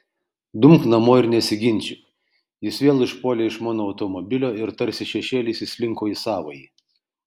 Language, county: Lithuanian, Kaunas